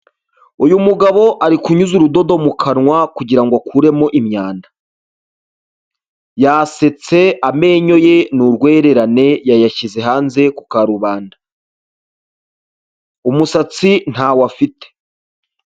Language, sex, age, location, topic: Kinyarwanda, male, 25-35, Huye, health